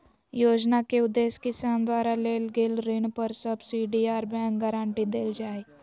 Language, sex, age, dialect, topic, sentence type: Magahi, female, 18-24, Southern, agriculture, statement